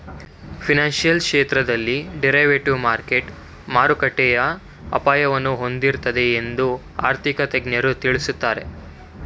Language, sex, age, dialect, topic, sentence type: Kannada, male, 31-35, Mysore Kannada, banking, statement